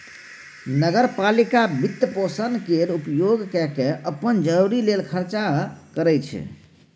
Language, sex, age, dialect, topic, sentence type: Maithili, male, 31-35, Bajjika, banking, statement